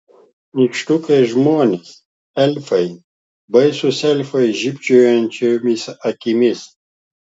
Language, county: Lithuanian, Klaipėda